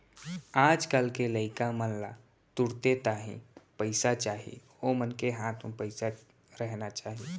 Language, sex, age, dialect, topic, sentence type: Chhattisgarhi, male, 18-24, Central, agriculture, statement